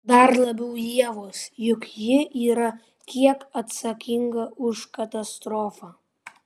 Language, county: Lithuanian, Vilnius